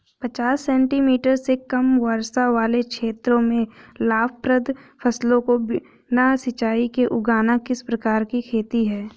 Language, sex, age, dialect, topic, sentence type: Hindi, female, 25-30, Hindustani Malvi Khadi Boli, agriculture, question